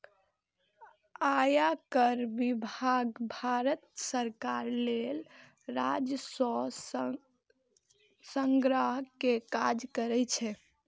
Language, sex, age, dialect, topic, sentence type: Maithili, female, 18-24, Eastern / Thethi, banking, statement